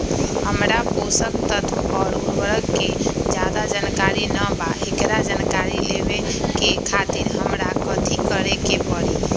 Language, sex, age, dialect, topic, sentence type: Magahi, female, 18-24, Western, agriculture, question